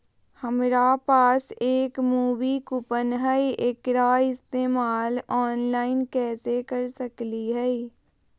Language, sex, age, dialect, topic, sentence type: Magahi, female, 18-24, Southern, banking, question